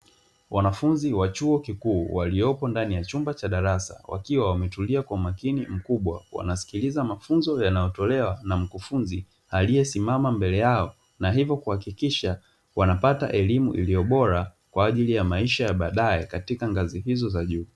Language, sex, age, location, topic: Swahili, male, 25-35, Dar es Salaam, education